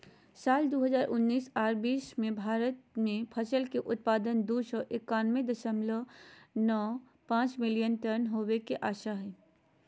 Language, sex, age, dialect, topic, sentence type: Magahi, female, 31-35, Southern, agriculture, statement